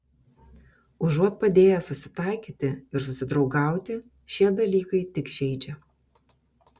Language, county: Lithuanian, Vilnius